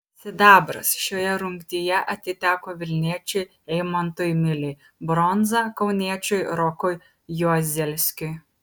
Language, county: Lithuanian, Kaunas